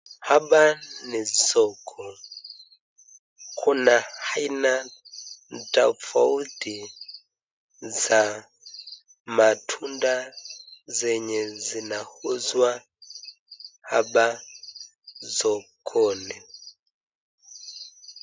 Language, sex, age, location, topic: Swahili, male, 25-35, Nakuru, finance